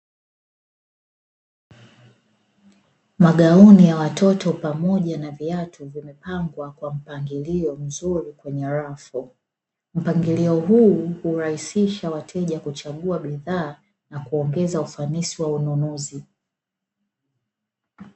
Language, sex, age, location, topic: Swahili, female, 18-24, Dar es Salaam, finance